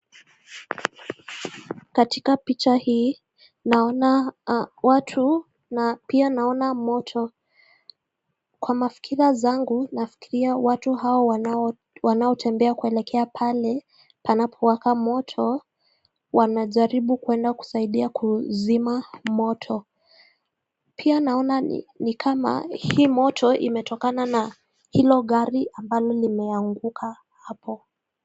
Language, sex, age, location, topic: Swahili, female, 18-24, Nakuru, health